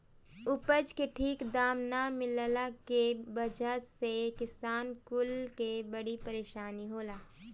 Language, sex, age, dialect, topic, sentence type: Bhojpuri, female, 18-24, Northern, agriculture, statement